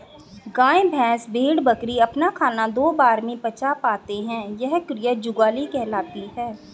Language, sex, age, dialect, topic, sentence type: Hindi, female, 36-40, Hindustani Malvi Khadi Boli, agriculture, statement